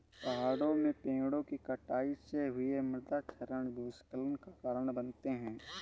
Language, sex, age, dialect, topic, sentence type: Hindi, male, 31-35, Awadhi Bundeli, agriculture, statement